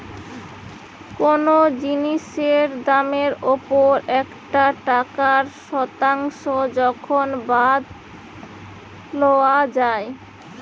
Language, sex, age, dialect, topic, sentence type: Bengali, female, 31-35, Western, banking, statement